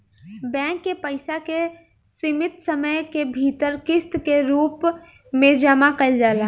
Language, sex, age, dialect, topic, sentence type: Bhojpuri, female, 18-24, Southern / Standard, banking, statement